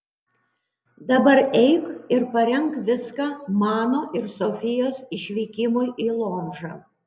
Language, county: Lithuanian, Panevėžys